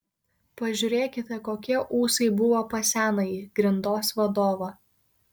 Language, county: Lithuanian, Kaunas